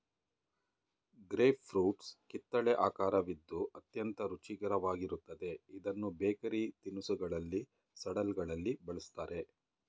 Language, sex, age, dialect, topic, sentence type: Kannada, male, 46-50, Mysore Kannada, agriculture, statement